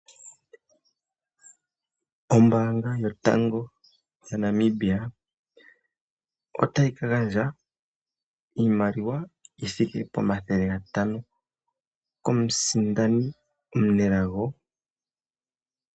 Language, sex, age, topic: Oshiwambo, male, 25-35, finance